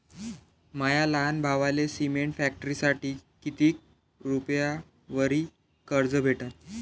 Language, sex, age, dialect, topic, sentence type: Marathi, male, 18-24, Varhadi, banking, question